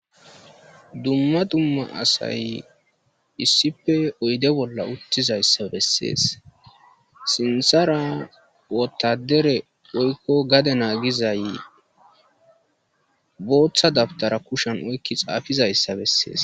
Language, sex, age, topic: Gamo, male, 18-24, government